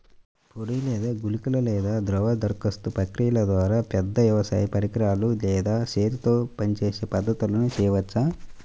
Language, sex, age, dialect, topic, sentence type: Telugu, male, 31-35, Central/Coastal, agriculture, question